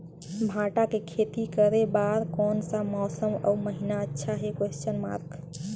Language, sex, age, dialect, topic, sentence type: Chhattisgarhi, female, 18-24, Northern/Bhandar, agriculture, question